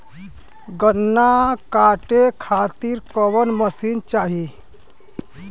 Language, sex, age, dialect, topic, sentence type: Bhojpuri, male, 25-30, Western, agriculture, question